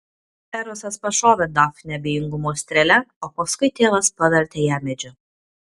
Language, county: Lithuanian, Kaunas